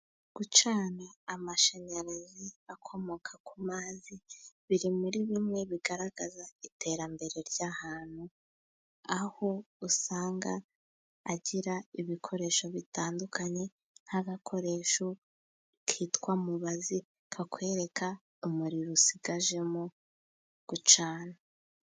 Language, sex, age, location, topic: Kinyarwanda, female, 18-24, Musanze, government